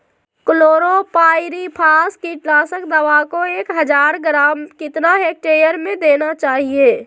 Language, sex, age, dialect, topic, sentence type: Magahi, female, 25-30, Southern, agriculture, question